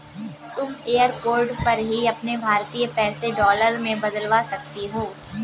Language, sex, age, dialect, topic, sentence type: Hindi, female, 18-24, Kanauji Braj Bhasha, banking, statement